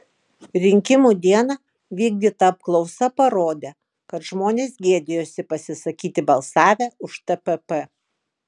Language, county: Lithuanian, Kaunas